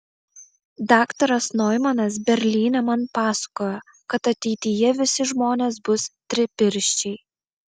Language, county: Lithuanian, Vilnius